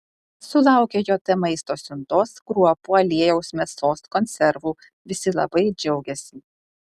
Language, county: Lithuanian, Kaunas